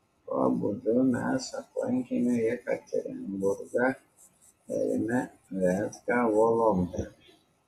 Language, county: Lithuanian, Kaunas